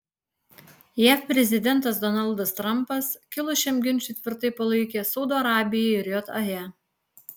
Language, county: Lithuanian, Alytus